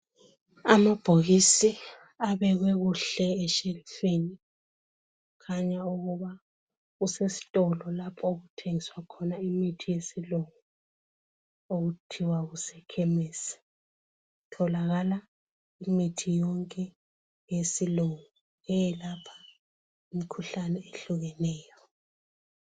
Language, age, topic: North Ndebele, 36-49, health